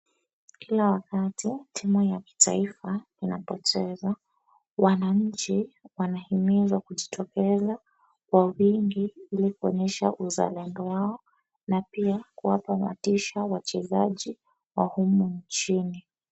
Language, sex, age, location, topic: Swahili, female, 25-35, Wajir, government